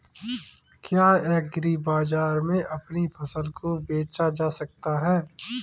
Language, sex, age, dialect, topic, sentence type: Hindi, male, 25-30, Kanauji Braj Bhasha, agriculture, question